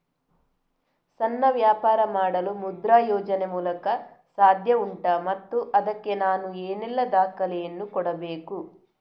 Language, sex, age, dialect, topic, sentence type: Kannada, female, 31-35, Coastal/Dakshin, banking, question